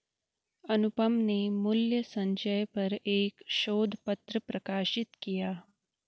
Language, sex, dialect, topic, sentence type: Hindi, female, Garhwali, banking, statement